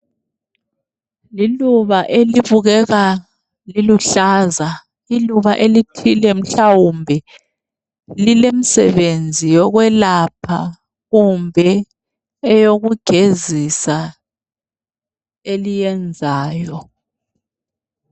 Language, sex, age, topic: North Ndebele, female, 36-49, health